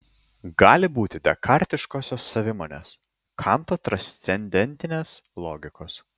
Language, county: Lithuanian, Klaipėda